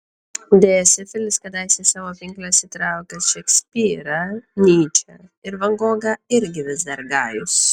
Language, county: Lithuanian, Kaunas